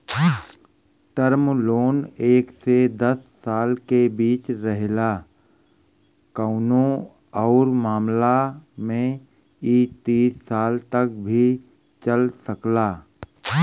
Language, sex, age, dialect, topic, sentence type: Bhojpuri, male, 41-45, Western, banking, statement